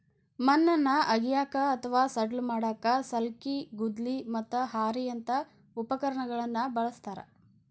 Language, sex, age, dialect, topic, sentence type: Kannada, female, 25-30, Dharwad Kannada, agriculture, statement